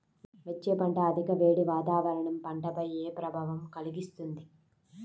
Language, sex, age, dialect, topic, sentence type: Telugu, female, 18-24, Central/Coastal, agriculture, question